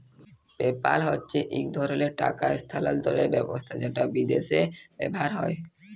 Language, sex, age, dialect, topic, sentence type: Bengali, male, 18-24, Jharkhandi, banking, statement